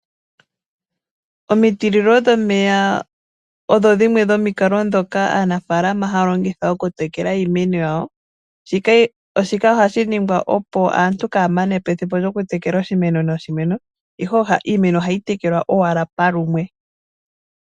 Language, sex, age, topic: Oshiwambo, female, 18-24, agriculture